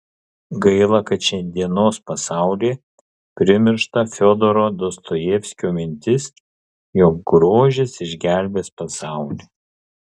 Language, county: Lithuanian, Kaunas